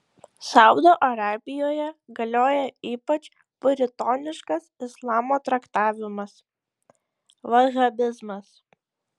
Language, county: Lithuanian, Šiauliai